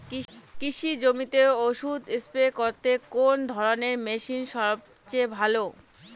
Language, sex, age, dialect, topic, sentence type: Bengali, female, 18-24, Rajbangshi, agriculture, question